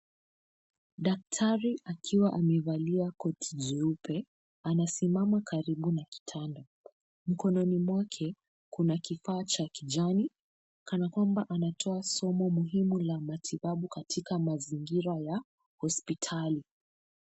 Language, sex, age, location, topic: Swahili, female, 18-24, Kisumu, health